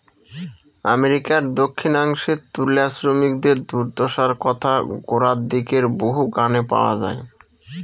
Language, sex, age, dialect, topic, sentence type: Bengali, male, 36-40, Northern/Varendri, agriculture, statement